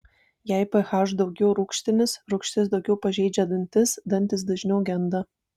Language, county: Lithuanian, Vilnius